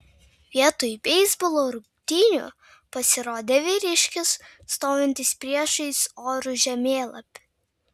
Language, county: Lithuanian, Vilnius